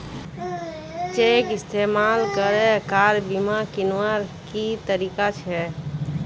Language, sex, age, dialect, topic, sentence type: Magahi, female, 36-40, Northeastern/Surjapuri, banking, statement